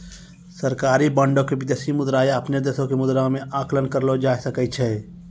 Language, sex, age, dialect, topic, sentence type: Maithili, male, 18-24, Angika, banking, statement